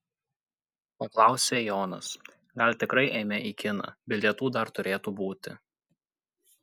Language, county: Lithuanian, Kaunas